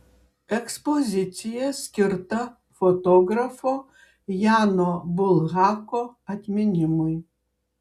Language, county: Lithuanian, Klaipėda